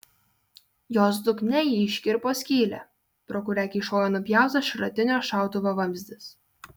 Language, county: Lithuanian, Kaunas